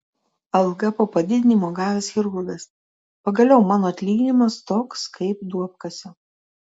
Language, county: Lithuanian, Telšiai